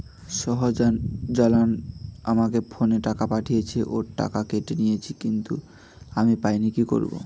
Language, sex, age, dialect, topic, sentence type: Bengali, male, 18-24, Standard Colloquial, banking, question